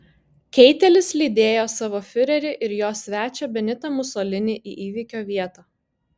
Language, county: Lithuanian, Kaunas